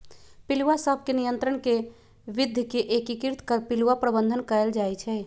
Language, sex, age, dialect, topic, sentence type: Magahi, female, 36-40, Western, agriculture, statement